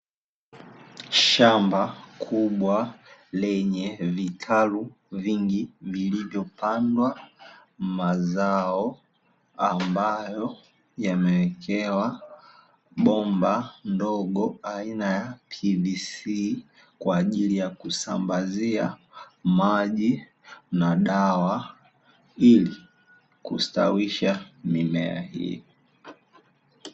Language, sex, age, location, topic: Swahili, male, 18-24, Dar es Salaam, agriculture